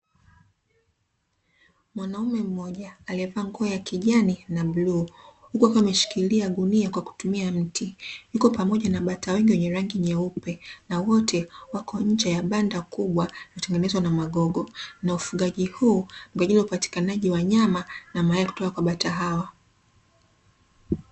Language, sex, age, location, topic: Swahili, female, 25-35, Dar es Salaam, agriculture